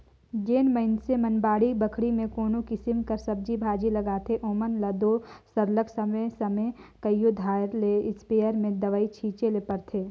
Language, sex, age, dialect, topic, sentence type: Chhattisgarhi, female, 18-24, Northern/Bhandar, agriculture, statement